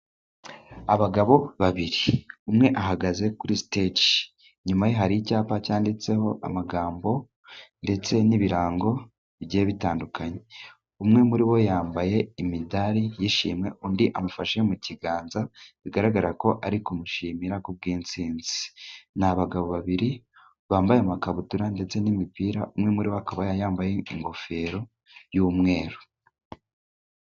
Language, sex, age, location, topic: Kinyarwanda, male, 18-24, Musanze, government